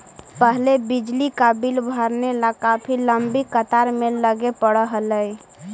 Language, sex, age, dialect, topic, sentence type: Magahi, female, 18-24, Central/Standard, agriculture, statement